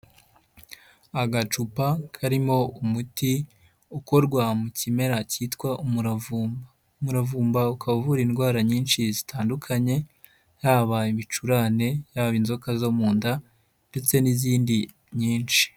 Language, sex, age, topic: Kinyarwanda, female, 25-35, health